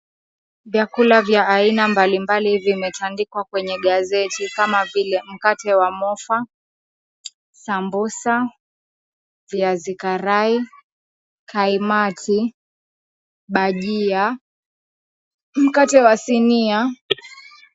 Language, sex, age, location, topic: Swahili, female, 25-35, Mombasa, agriculture